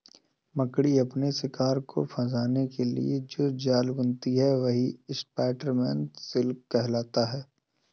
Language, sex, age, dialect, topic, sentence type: Hindi, male, 18-24, Kanauji Braj Bhasha, agriculture, statement